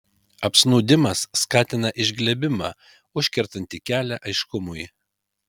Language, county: Lithuanian, Kaunas